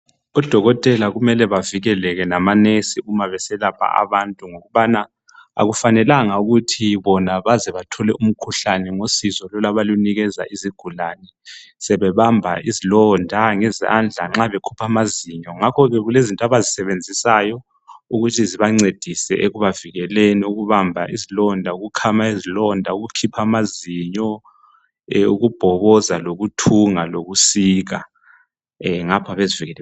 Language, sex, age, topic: North Ndebele, male, 36-49, health